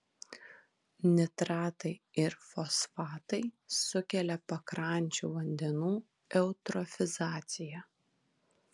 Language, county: Lithuanian, Kaunas